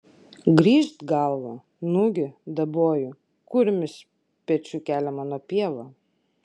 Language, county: Lithuanian, Klaipėda